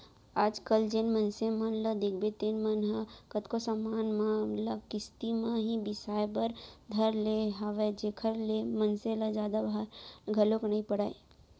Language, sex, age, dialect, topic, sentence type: Chhattisgarhi, female, 18-24, Central, banking, statement